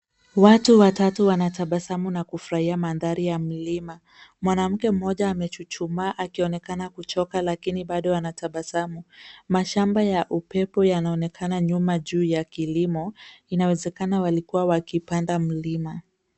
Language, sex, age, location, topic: Swahili, female, 25-35, Nairobi, government